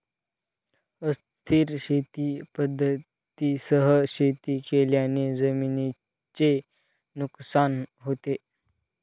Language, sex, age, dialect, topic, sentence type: Marathi, male, 18-24, Northern Konkan, agriculture, statement